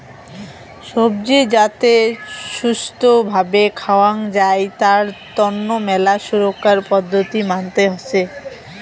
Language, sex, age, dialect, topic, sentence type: Bengali, female, 18-24, Rajbangshi, agriculture, statement